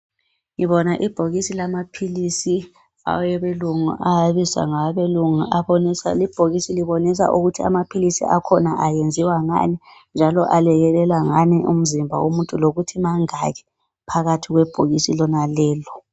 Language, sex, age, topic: North Ndebele, female, 18-24, health